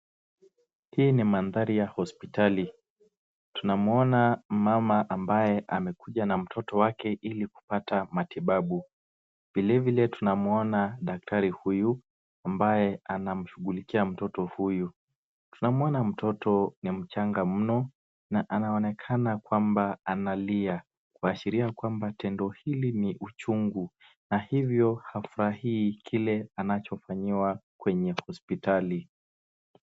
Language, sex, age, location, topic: Swahili, male, 18-24, Nakuru, health